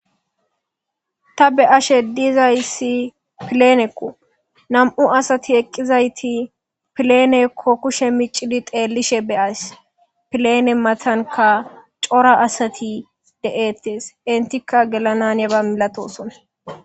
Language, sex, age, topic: Gamo, female, 18-24, government